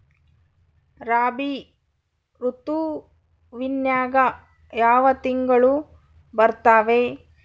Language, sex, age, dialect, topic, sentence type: Kannada, male, 31-35, Central, agriculture, question